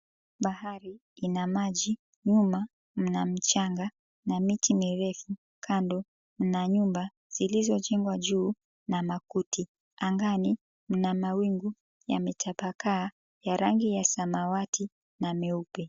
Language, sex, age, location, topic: Swahili, female, 36-49, Mombasa, government